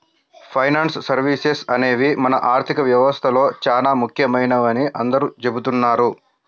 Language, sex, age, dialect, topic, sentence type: Telugu, male, 56-60, Central/Coastal, banking, statement